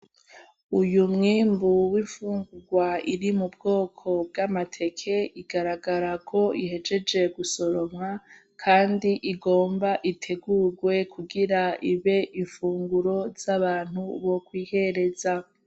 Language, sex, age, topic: Rundi, female, 25-35, agriculture